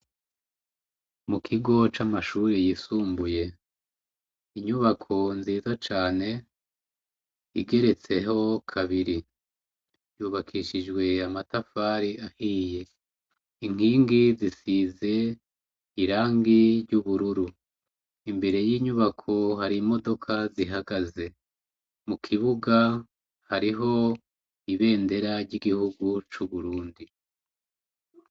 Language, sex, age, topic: Rundi, male, 36-49, education